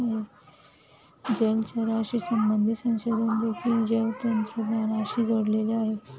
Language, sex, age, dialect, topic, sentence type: Marathi, female, 25-30, Standard Marathi, agriculture, statement